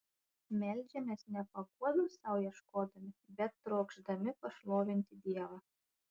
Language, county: Lithuanian, Panevėžys